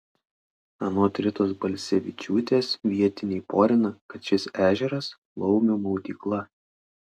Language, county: Lithuanian, Klaipėda